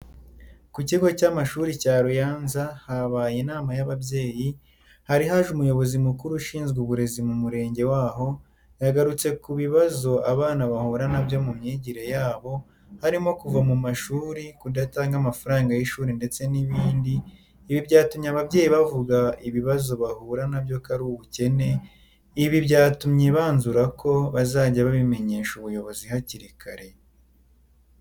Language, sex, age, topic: Kinyarwanda, female, 25-35, education